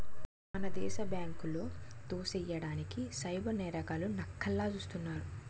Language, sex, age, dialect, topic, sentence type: Telugu, female, 46-50, Utterandhra, banking, statement